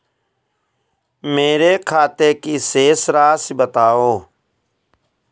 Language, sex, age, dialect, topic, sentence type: Hindi, male, 18-24, Awadhi Bundeli, banking, question